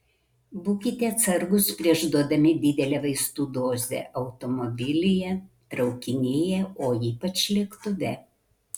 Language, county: Lithuanian, Kaunas